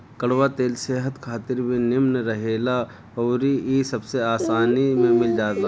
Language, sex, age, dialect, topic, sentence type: Bhojpuri, male, 36-40, Northern, agriculture, statement